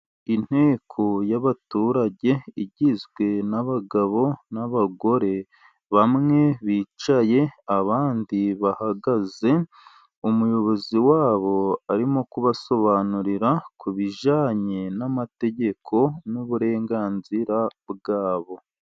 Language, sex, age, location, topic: Kinyarwanda, male, 36-49, Burera, government